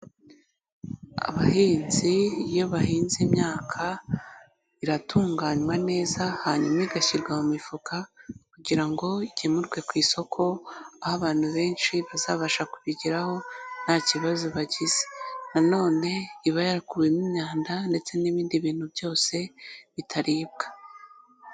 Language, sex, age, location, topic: Kinyarwanda, female, 18-24, Kigali, agriculture